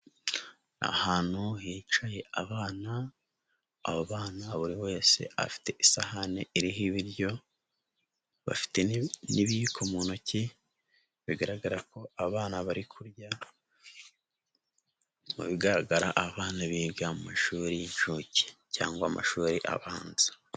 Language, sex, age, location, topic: Kinyarwanda, male, 18-24, Nyagatare, health